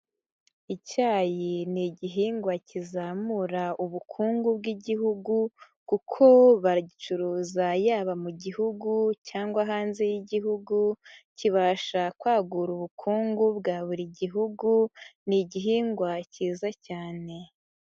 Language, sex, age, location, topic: Kinyarwanda, female, 18-24, Nyagatare, agriculture